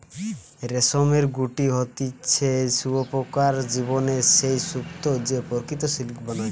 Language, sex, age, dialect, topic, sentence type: Bengali, male, 18-24, Western, agriculture, statement